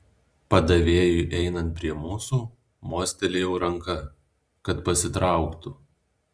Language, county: Lithuanian, Alytus